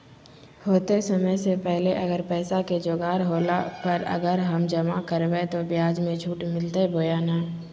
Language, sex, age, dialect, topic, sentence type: Magahi, female, 25-30, Southern, banking, question